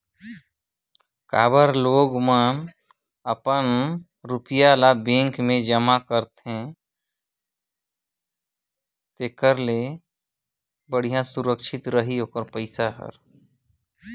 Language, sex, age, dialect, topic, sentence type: Chhattisgarhi, male, 18-24, Northern/Bhandar, banking, statement